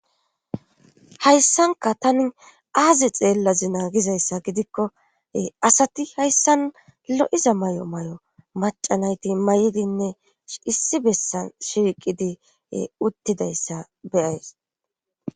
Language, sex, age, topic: Gamo, female, 18-24, government